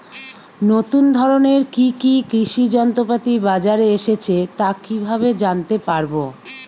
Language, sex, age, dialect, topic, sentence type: Bengali, female, 46-50, Western, agriculture, question